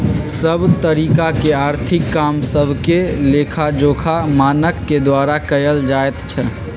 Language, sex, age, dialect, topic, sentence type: Magahi, male, 46-50, Western, banking, statement